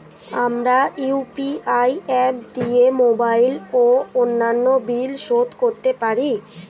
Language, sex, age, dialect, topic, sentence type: Bengali, female, 25-30, Standard Colloquial, banking, statement